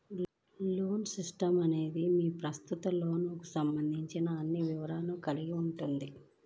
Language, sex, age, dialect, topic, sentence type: Telugu, female, 25-30, Central/Coastal, banking, statement